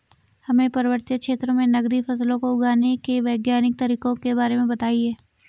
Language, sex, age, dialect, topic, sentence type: Hindi, female, 18-24, Garhwali, agriculture, question